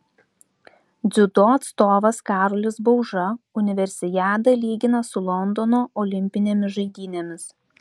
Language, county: Lithuanian, Klaipėda